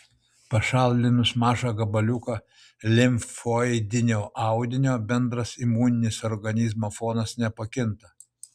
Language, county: Lithuanian, Utena